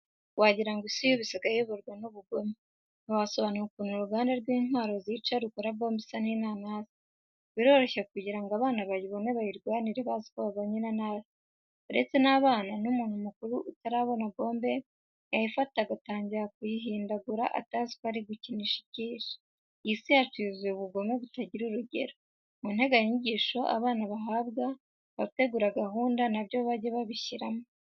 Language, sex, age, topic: Kinyarwanda, female, 18-24, education